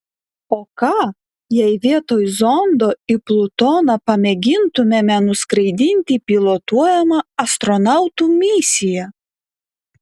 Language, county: Lithuanian, Vilnius